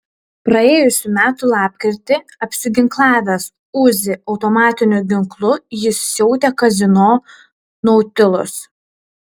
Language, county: Lithuanian, Šiauliai